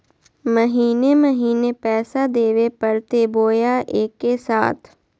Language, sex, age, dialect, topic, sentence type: Magahi, female, 18-24, Southern, banking, question